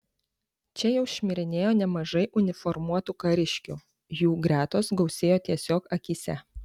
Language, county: Lithuanian, Panevėžys